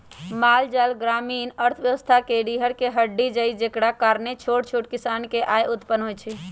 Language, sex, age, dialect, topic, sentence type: Magahi, female, 25-30, Western, agriculture, statement